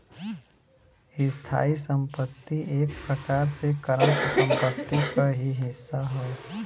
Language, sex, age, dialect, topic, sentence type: Bhojpuri, male, 18-24, Western, banking, statement